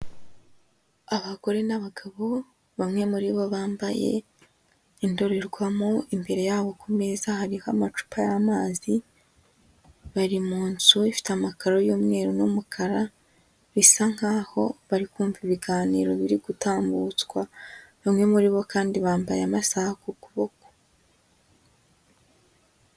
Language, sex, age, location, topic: Kinyarwanda, female, 18-24, Huye, government